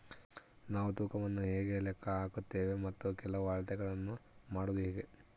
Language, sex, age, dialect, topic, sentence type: Kannada, male, 25-30, Central, agriculture, question